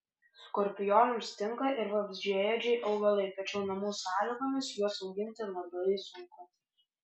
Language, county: Lithuanian, Vilnius